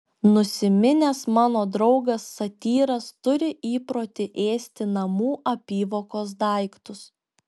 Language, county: Lithuanian, Šiauliai